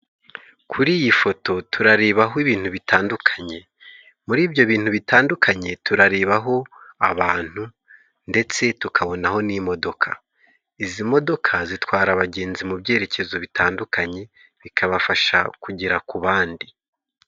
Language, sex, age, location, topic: Kinyarwanda, male, 25-35, Musanze, government